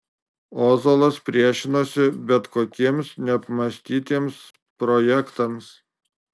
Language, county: Lithuanian, Marijampolė